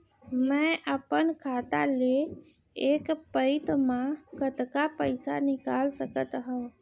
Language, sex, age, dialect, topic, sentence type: Chhattisgarhi, female, 60-100, Central, banking, question